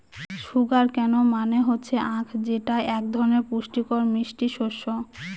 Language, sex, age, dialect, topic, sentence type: Bengali, female, 25-30, Northern/Varendri, agriculture, statement